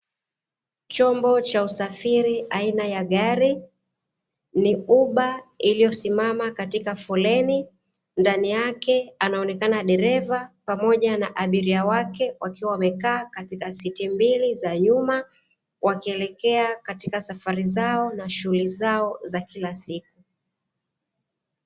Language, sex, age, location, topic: Swahili, female, 25-35, Dar es Salaam, government